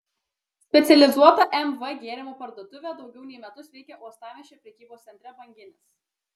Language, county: Lithuanian, Klaipėda